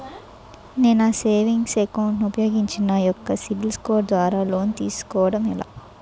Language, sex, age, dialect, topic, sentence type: Telugu, female, 18-24, Utterandhra, banking, question